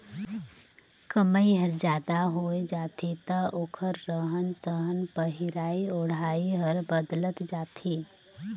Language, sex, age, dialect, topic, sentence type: Chhattisgarhi, female, 31-35, Northern/Bhandar, banking, statement